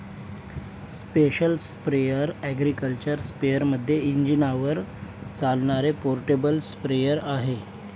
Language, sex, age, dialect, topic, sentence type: Marathi, male, 25-30, Northern Konkan, agriculture, statement